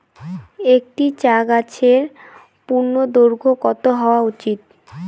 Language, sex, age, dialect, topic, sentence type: Bengali, female, 18-24, Rajbangshi, agriculture, question